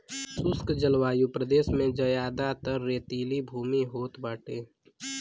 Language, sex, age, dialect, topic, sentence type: Bhojpuri, male, <18, Western, agriculture, statement